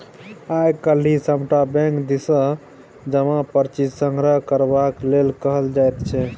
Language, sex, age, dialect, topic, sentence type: Maithili, male, 18-24, Bajjika, banking, statement